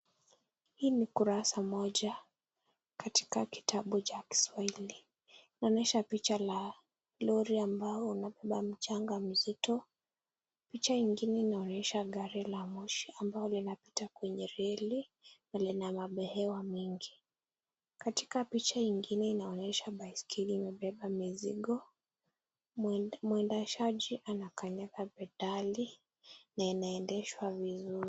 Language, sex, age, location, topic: Swahili, female, 18-24, Nakuru, education